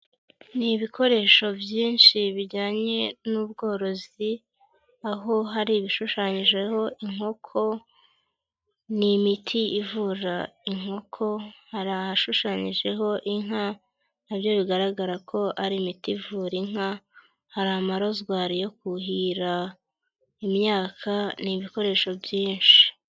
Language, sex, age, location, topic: Kinyarwanda, female, 18-24, Nyagatare, agriculture